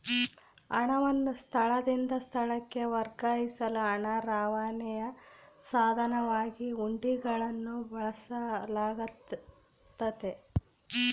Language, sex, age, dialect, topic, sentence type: Kannada, female, 36-40, Central, banking, statement